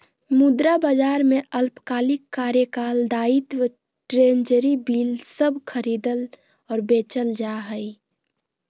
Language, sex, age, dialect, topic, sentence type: Magahi, female, 56-60, Southern, banking, statement